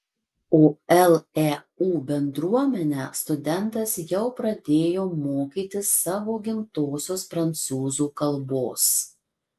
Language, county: Lithuanian, Marijampolė